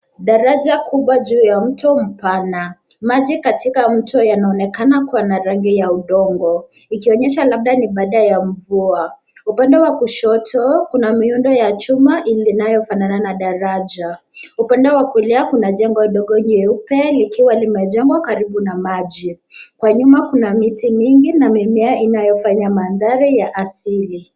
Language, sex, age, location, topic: Swahili, female, 18-24, Nairobi, government